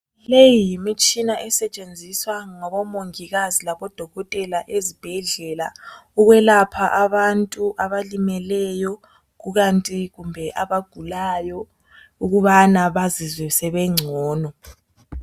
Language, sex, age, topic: North Ndebele, female, 18-24, health